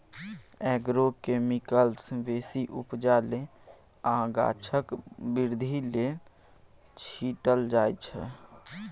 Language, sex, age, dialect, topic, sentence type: Maithili, male, 18-24, Bajjika, agriculture, statement